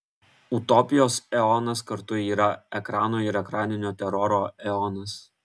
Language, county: Lithuanian, Kaunas